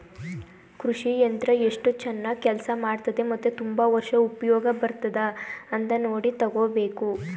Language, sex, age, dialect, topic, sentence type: Kannada, female, 18-24, Mysore Kannada, agriculture, statement